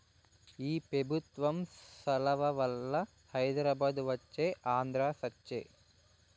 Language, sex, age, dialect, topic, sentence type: Telugu, male, 18-24, Southern, banking, statement